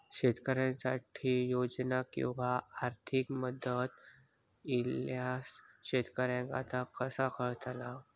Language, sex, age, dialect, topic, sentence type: Marathi, male, 41-45, Southern Konkan, agriculture, question